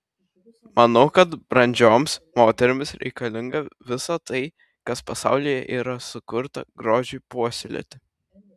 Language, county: Lithuanian, Šiauliai